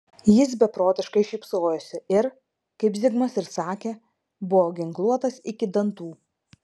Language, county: Lithuanian, Marijampolė